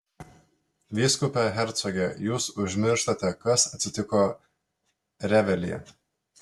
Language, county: Lithuanian, Telšiai